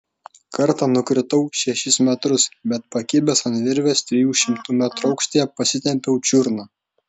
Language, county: Lithuanian, Šiauliai